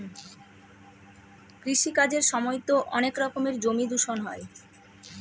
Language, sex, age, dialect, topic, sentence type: Bengali, female, 31-35, Northern/Varendri, agriculture, statement